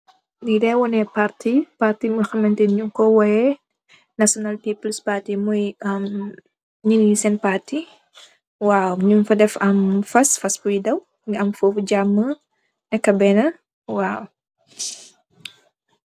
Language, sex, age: Wolof, female, 18-24